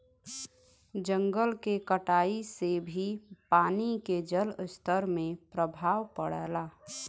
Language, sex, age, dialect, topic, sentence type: Bhojpuri, female, <18, Western, agriculture, statement